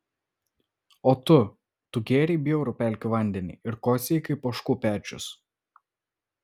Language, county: Lithuanian, Vilnius